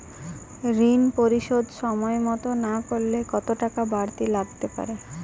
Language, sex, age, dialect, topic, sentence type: Bengali, female, 18-24, Jharkhandi, banking, question